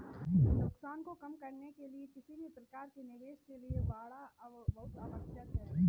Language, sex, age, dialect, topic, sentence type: Hindi, female, 18-24, Kanauji Braj Bhasha, banking, statement